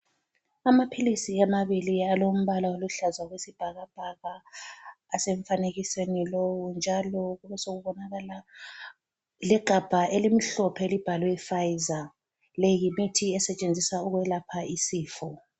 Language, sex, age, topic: North Ndebele, female, 36-49, health